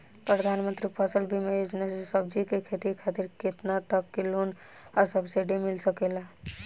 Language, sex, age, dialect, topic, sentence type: Bhojpuri, female, 18-24, Southern / Standard, agriculture, question